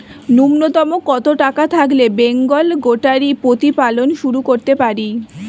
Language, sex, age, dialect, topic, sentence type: Bengali, female, 18-24, Standard Colloquial, agriculture, question